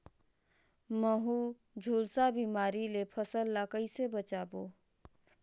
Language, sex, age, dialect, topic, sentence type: Chhattisgarhi, female, 46-50, Northern/Bhandar, agriculture, question